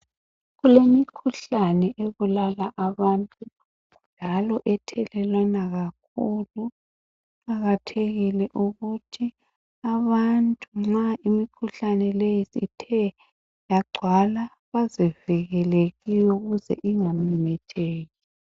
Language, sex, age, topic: North Ndebele, male, 50+, health